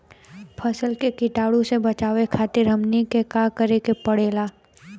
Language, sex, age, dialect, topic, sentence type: Bhojpuri, female, 18-24, Western, agriculture, question